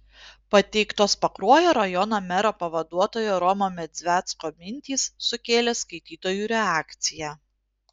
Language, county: Lithuanian, Panevėžys